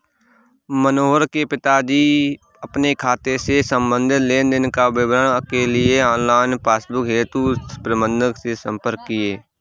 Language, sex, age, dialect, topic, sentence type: Hindi, male, 18-24, Awadhi Bundeli, banking, statement